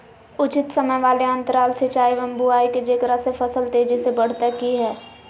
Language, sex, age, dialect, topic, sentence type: Magahi, female, 56-60, Southern, agriculture, question